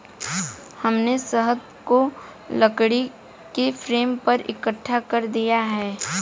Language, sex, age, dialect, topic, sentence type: Hindi, female, 18-24, Hindustani Malvi Khadi Boli, agriculture, statement